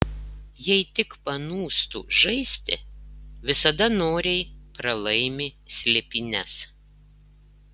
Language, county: Lithuanian, Klaipėda